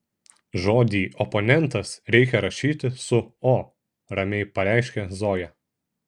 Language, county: Lithuanian, Šiauliai